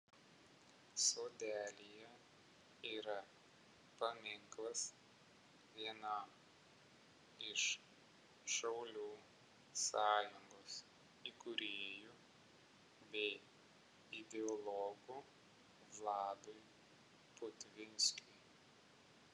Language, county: Lithuanian, Vilnius